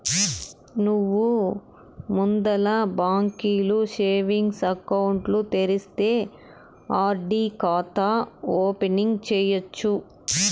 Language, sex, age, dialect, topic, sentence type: Telugu, male, 46-50, Southern, banking, statement